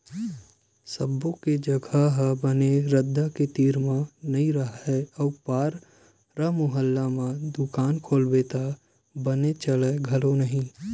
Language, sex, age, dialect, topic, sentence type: Chhattisgarhi, male, 18-24, Western/Budati/Khatahi, agriculture, statement